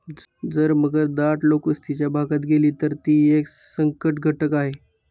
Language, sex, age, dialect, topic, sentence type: Marathi, male, 31-35, Standard Marathi, agriculture, statement